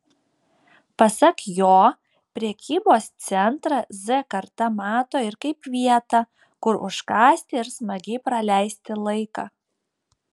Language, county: Lithuanian, Šiauliai